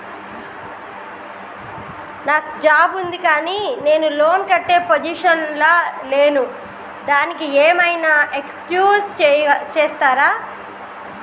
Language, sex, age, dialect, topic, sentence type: Telugu, female, 36-40, Telangana, banking, question